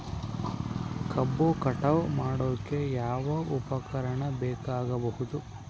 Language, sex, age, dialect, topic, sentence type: Kannada, male, 51-55, Central, agriculture, question